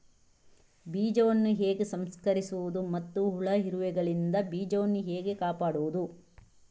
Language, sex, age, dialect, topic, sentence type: Kannada, male, 56-60, Coastal/Dakshin, agriculture, question